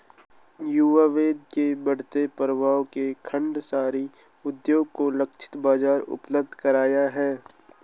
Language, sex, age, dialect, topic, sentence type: Hindi, male, 18-24, Garhwali, banking, statement